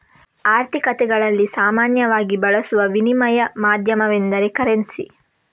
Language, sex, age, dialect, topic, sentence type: Kannada, female, 18-24, Coastal/Dakshin, banking, statement